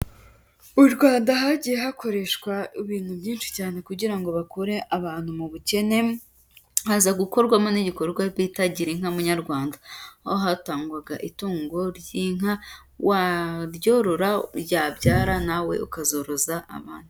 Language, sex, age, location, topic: Kinyarwanda, female, 18-24, Huye, agriculture